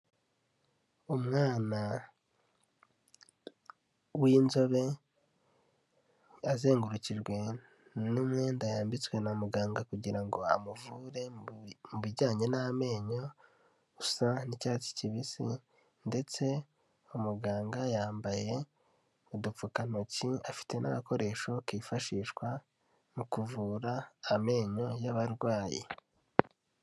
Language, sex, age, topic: Kinyarwanda, male, 18-24, health